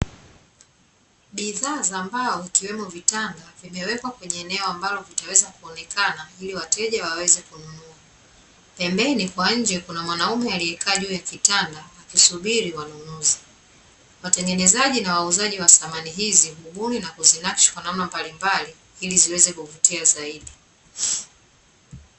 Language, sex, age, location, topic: Swahili, female, 25-35, Dar es Salaam, finance